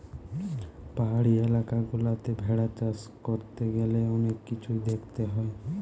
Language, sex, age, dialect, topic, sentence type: Bengali, male, 18-24, Western, agriculture, statement